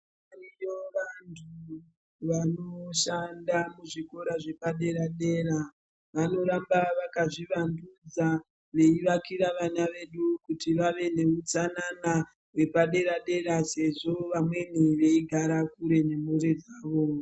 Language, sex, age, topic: Ndau, female, 25-35, education